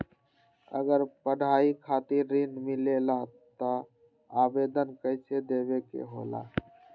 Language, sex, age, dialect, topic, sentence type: Magahi, male, 18-24, Western, banking, question